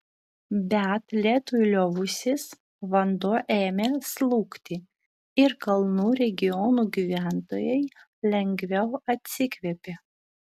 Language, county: Lithuanian, Vilnius